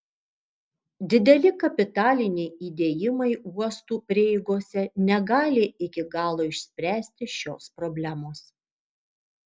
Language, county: Lithuanian, Kaunas